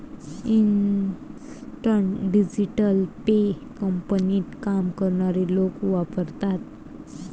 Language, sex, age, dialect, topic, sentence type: Marathi, female, 25-30, Varhadi, banking, statement